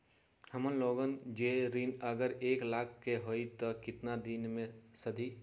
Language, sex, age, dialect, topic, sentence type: Magahi, male, 56-60, Western, banking, question